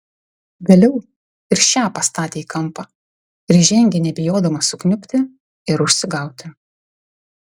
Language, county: Lithuanian, Vilnius